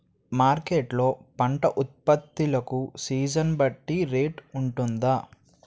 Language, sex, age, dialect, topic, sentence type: Telugu, male, 18-24, Utterandhra, agriculture, question